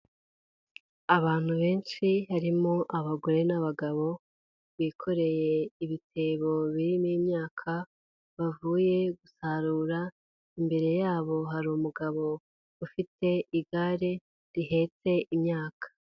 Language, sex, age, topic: Kinyarwanda, female, 18-24, agriculture